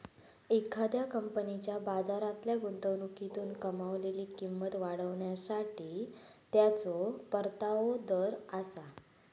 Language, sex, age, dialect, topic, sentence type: Marathi, female, 18-24, Southern Konkan, banking, statement